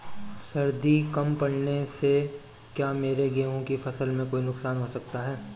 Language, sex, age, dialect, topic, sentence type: Hindi, female, 25-30, Marwari Dhudhari, agriculture, question